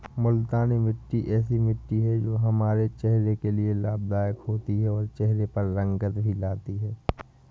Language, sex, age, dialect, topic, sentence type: Hindi, male, 18-24, Awadhi Bundeli, agriculture, statement